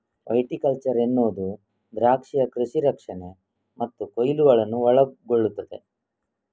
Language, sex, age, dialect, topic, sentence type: Kannada, male, 25-30, Coastal/Dakshin, agriculture, statement